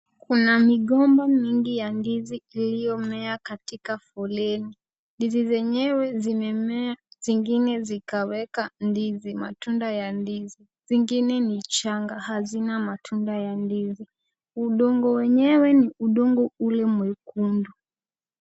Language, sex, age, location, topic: Swahili, female, 18-24, Kisumu, agriculture